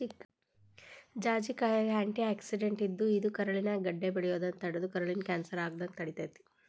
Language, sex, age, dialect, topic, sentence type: Kannada, female, 31-35, Dharwad Kannada, agriculture, statement